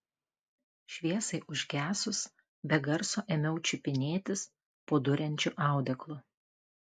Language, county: Lithuanian, Klaipėda